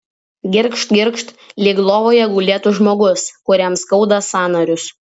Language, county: Lithuanian, Vilnius